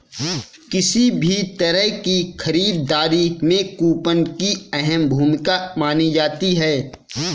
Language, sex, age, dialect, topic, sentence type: Hindi, male, 25-30, Kanauji Braj Bhasha, banking, statement